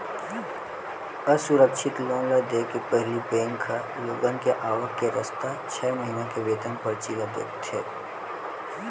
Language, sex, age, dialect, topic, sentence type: Chhattisgarhi, male, 18-24, Western/Budati/Khatahi, banking, statement